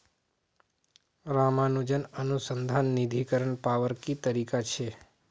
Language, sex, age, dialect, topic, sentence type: Magahi, male, 36-40, Northeastern/Surjapuri, banking, statement